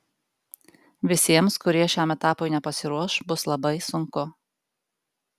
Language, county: Lithuanian, Alytus